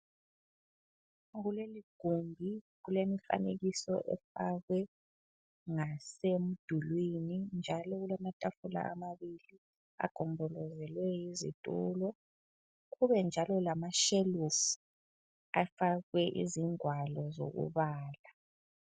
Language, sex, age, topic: North Ndebele, female, 25-35, education